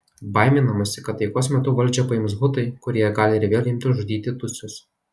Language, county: Lithuanian, Kaunas